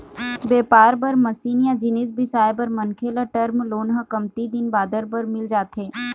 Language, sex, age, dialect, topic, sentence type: Chhattisgarhi, female, 18-24, Eastern, banking, statement